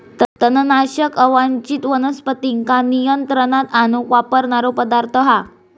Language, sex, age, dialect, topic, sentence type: Marathi, female, 46-50, Southern Konkan, agriculture, statement